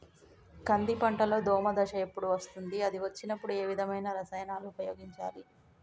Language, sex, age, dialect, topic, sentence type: Telugu, female, 18-24, Telangana, agriculture, question